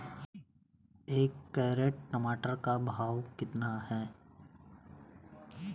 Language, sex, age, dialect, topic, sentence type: Hindi, male, 25-30, Garhwali, agriculture, question